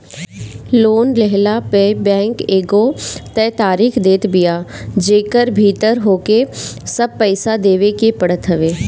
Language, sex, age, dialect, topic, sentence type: Bhojpuri, female, 18-24, Northern, banking, statement